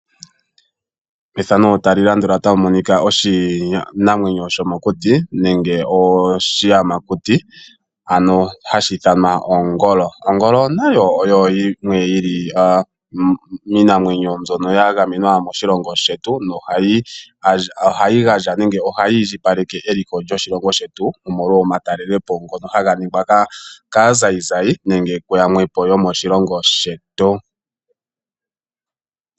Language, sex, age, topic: Oshiwambo, male, 25-35, agriculture